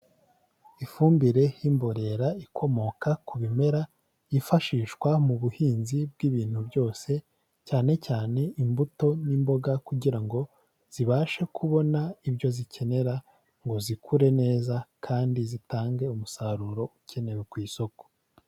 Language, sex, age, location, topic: Kinyarwanda, male, 18-24, Huye, agriculture